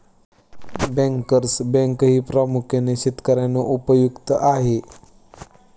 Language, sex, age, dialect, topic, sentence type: Marathi, male, 18-24, Standard Marathi, banking, statement